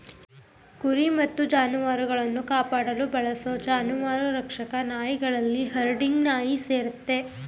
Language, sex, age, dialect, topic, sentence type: Kannada, female, 18-24, Mysore Kannada, agriculture, statement